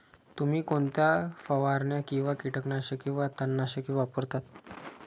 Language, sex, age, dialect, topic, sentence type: Marathi, male, 51-55, Standard Marathi, agriculture, question